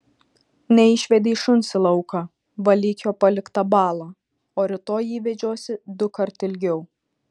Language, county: Lithuanian, Šiauliai